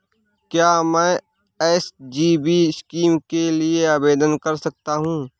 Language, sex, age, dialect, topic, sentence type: Hindi, male, 31-35, Awadhi Bundeli, banking, question